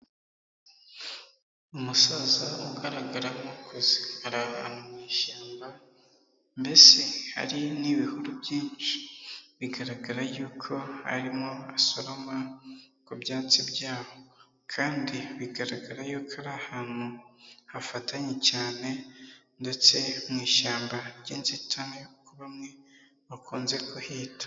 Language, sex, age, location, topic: Kinyarwanda, male, 18-24, Huye, health